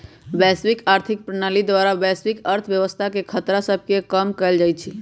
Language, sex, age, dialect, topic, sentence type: Magahi, female, 18-24, Western, banking, statement